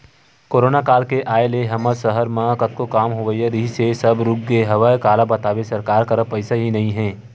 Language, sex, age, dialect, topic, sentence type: Chhattisgarhi, male, 18-24, Western/Budati/Khatahi, banking, statement